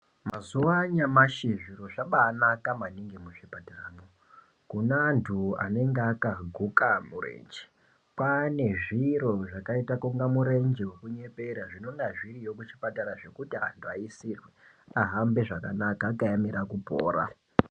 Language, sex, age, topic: Ndau, male, 25-35, health